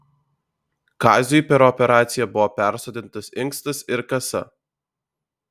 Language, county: Lithuanian, Alytus